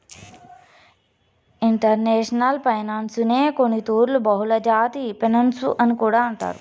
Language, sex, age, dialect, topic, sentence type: Telugu, female, 25-30, Southern, banking, statement